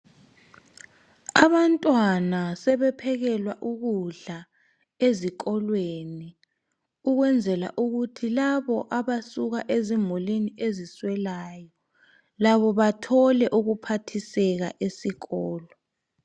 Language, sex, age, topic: North Ndebele, male, 18-24, health